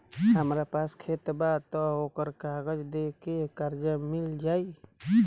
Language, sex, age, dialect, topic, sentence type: Bhojpuri, male, 18-24, Southern / Standard, banking, question